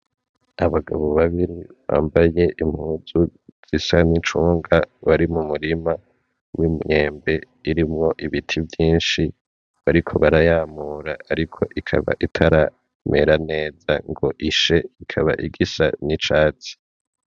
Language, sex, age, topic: Rundi, male, 25-35, agriculture